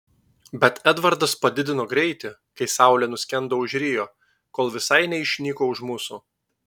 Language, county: Lithuanian, Telšiai